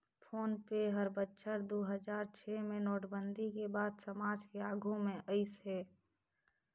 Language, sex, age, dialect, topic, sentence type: Chhattisgarhi, female, 60-100, Northern/Bhandar, banking, statement